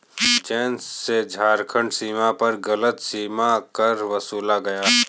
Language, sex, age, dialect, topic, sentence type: Hindi, male, 18-24, Kanauji Braj Bhasha, banking, statement